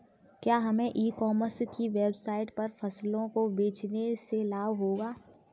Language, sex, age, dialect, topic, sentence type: Hindi, female, 18-24, Kanauji Braj Bhasha, agriculture, question